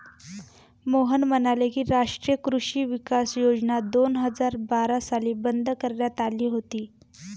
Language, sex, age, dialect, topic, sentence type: Marathi, female, 25-30, Standard Marathi, agriculture, statement